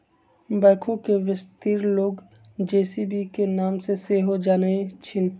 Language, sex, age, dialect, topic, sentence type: Magahi, male, 60-100, Western, agriculture, statement